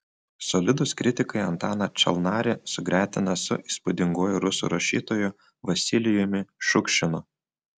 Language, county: Lithuanian, Utena